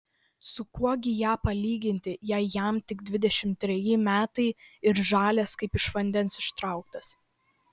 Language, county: Lithuanian, Vilnius